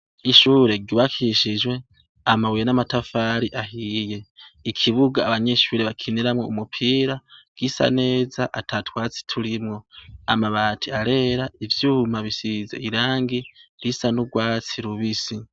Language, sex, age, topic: Rundi, male, 18-24, education